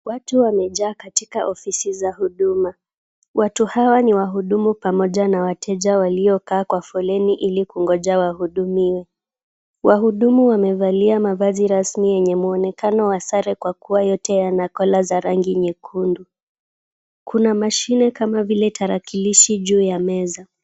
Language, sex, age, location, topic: Swahili, female, 18-24, Kisumu, government